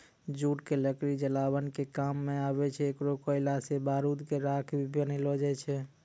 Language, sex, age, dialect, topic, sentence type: Maithili, male, 25-30, Angika, agriculture, statement